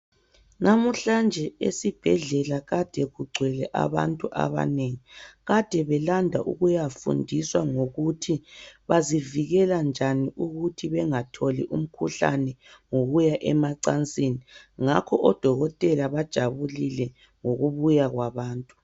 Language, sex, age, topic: North Ndebele, female, 25-35, health